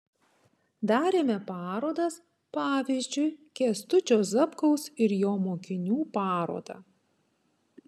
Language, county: Lithuanian, Panevėžys